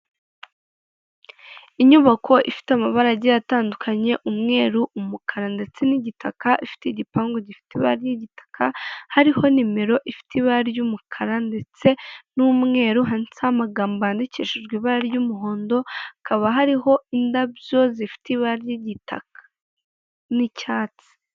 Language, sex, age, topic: Kinyarwanda, male, 25-35, government